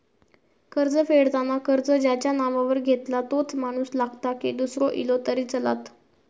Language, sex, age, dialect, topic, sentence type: Marathi, female, 18-24, Southern Konkan, banking, question